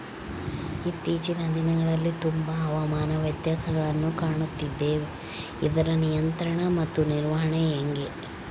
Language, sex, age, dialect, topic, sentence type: Kannada, female, 25-30, Central, agriculture, question